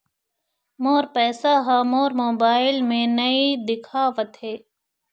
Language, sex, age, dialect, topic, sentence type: Chhattisgarhi, female, 60-100, Eastern, banking, statement